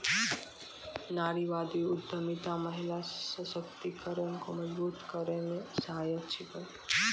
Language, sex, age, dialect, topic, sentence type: Maithili, male, 18-24, Angika, banking, statement